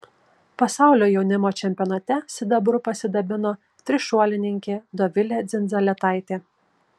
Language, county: Lithuanian, Kaunas